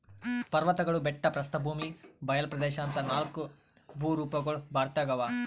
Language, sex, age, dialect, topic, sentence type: Kannada, male, 18-24, Northeastern, agriculture, statement